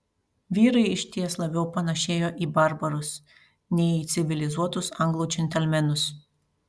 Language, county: Lithuanian, Panevėžys